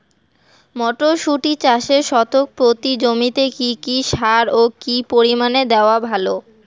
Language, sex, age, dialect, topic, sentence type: Bengali, female, 18-24, Rajbangshi, agriculture, question